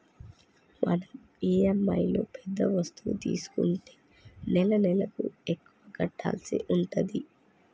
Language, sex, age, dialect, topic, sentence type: Telugu, female, 25-30, Telangana, banking, statement